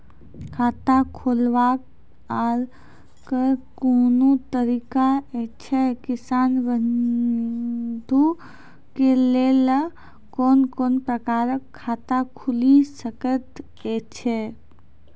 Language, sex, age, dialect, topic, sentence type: Maithili, female, 56-60, Angika, banking, question